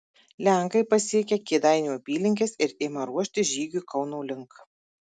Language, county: Lithuanian, Marijampolė